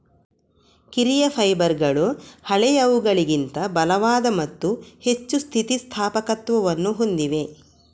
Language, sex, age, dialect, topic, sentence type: Kannada, female, 25-30, Coastal/Dakshin, agriculture, statement